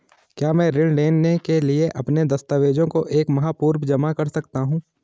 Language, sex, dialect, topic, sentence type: Hindi, male, Garhwali, banking, question